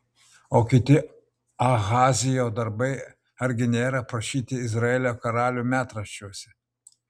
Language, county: Lithuanian, Utena